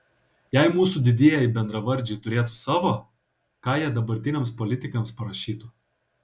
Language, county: Lithuanian, Kaunas